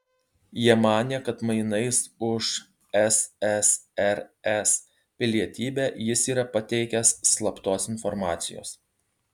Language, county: Lithuanian, Alytus